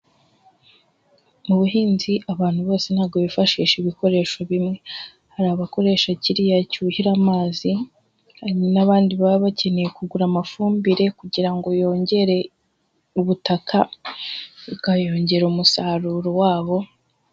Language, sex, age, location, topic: Kinyarwanda, female, 18-24, Huye, agriculture